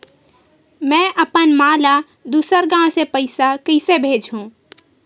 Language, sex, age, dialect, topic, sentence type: Chhattisgarhi, female, 18-24, Western/Budati/Khatahi, banking, question